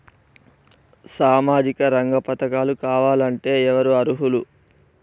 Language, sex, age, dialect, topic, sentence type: Telugu, male, 18-24, Telangana, banking, question